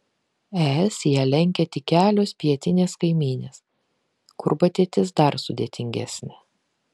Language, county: Lithuanian, Kaunas